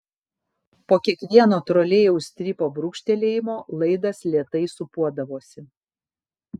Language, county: Lithuanian, Kaunas